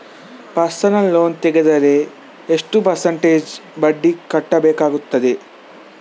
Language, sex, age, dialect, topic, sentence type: Kannada, male, 18-24, Coastal/Dakshin, banking, question